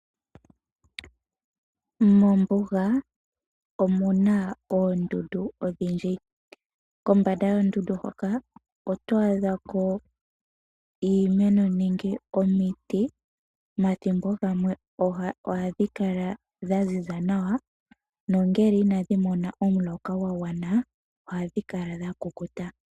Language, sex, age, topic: Oshiwambo, female, 18-24, agriculture